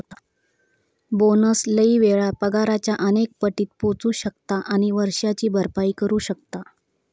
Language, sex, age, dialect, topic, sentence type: Marathi, female, 25-30, Southern Konkan, banking, statement